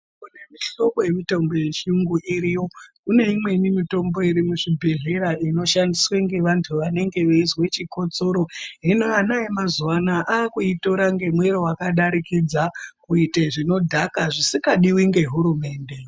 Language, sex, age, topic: Ndau, female, 36-49, health